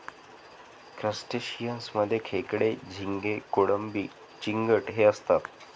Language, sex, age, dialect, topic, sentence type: Marathi, male, 18-24, Northern Konkan, agriculture, statement